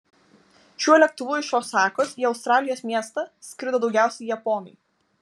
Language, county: Lithuanian, Vilnius